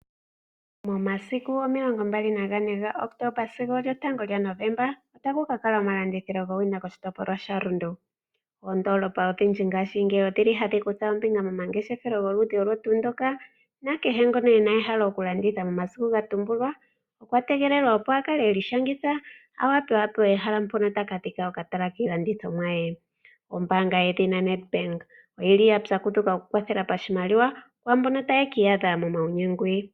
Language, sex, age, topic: Oshiwambo, female, 25-35, finance